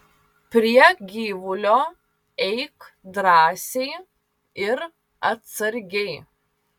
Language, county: Lithuanian, Vilnius